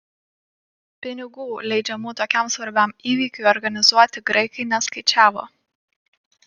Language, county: Lithuanian, Panevėžys